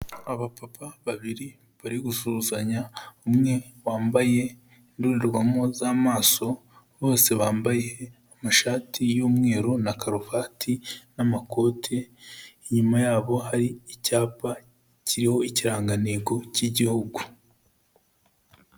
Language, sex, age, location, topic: Kinyarwanda, male, 25-35, Kigali, health